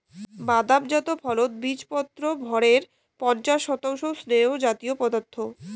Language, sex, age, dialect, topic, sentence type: Bengali, female, 18-24, Rajbangshi, agriculture, statement